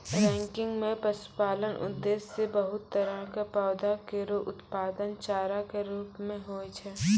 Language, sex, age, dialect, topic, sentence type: Maithili, female, 18-24, Angika, agriculture, statement